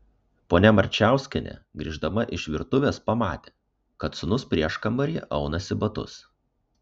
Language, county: Lithuanian, Kaunas